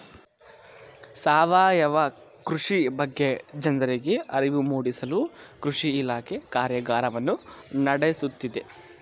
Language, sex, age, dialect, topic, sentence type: Kannada, male, 18-24, Mysore Kannada, agriculture, statement